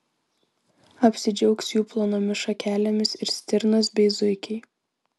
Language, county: Lithuanian, Vilnius